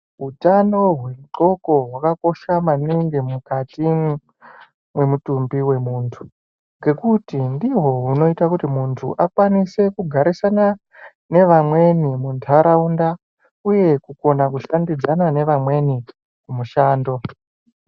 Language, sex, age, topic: Ndau, male, 18-24, health